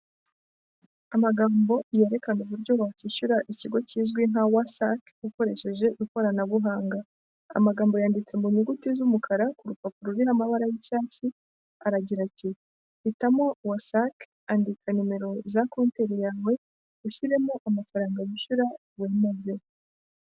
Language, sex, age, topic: Kinyarwanda, female, 25-35, finance